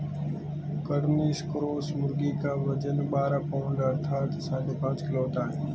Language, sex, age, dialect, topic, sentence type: Hindi, male, 18-24, Marwari Dhudhari, agriculture, statement